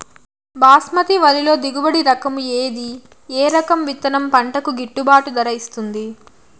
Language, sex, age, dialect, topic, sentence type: Telugu, female, 25-30, Southern, agriculture, question